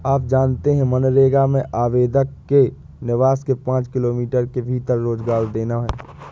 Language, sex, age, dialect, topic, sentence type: Hindi, male, 18-24, Awadhi Bundeli, banking, statement